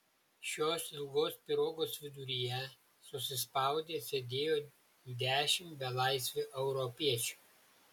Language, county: Lithuanian, Šiauliai